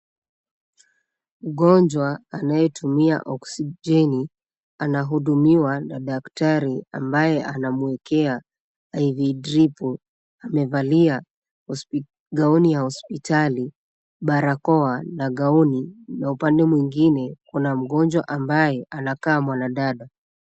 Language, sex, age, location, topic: Swahili, female, 25-35, Nairobi, health